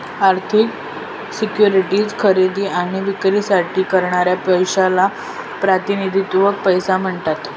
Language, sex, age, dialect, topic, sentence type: Marathi, female, 25-30, Northern Konkan, banking, statement